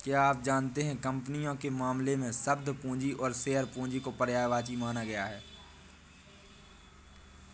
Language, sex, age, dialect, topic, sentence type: Hindi, male, 18-24, Awadhi Bundeli, banking, statement